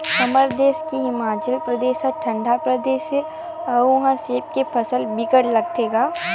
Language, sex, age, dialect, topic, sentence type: Chhattisgarhi, female, 25-30, Western/Budati/Khatahi, agriculture, statement